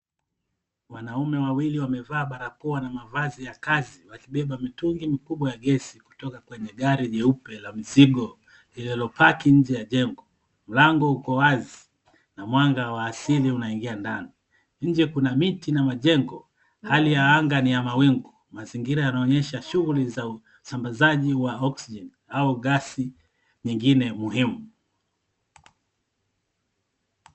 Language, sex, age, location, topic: Swahili, male, 25-35, Mombasa, health